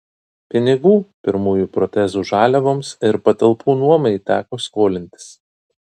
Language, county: Lithuanian, Vilnius